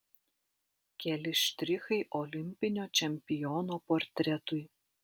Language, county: Lithuanian, Alytus